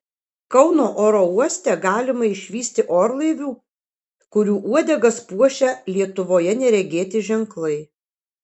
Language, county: Lithuanian, Kaunas